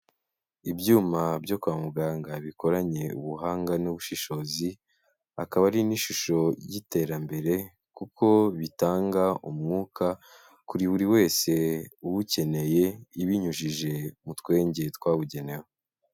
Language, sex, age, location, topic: Kinyarwanda, male, 18-24, Kigali, health